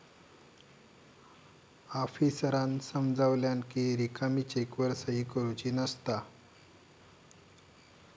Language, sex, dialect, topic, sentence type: Marathi, male, Southern Konkan, banking, statement